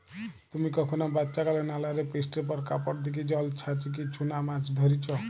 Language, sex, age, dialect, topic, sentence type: Bengali, male, 18-24, Western, agriculture, statement